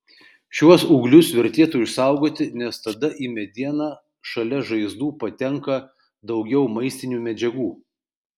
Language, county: Lithuanian, Kaunas